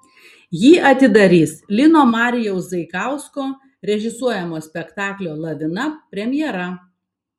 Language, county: Lithuanian, Vilnius